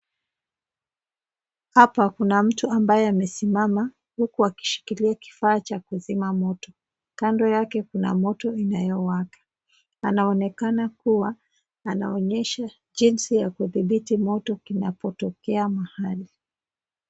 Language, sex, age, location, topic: Swahili, female, 25-35, Nakuru, health